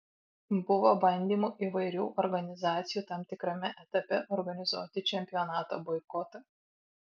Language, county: Lithuanian, Vilnius